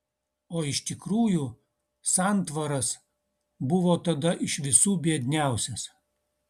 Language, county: Lithuanian, Utena